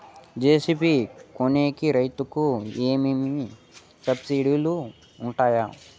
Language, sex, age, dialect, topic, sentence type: Telugu, male, 18-24, Southern, agriculture, question